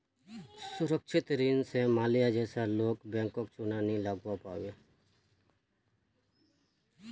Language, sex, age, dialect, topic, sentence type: Magahi, male, 31-35, Northeastern/Surjapuri, banking, statement